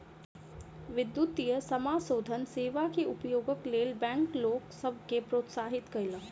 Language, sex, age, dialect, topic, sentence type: Maithili, female, 25-30, Southern/Standard, banking, statement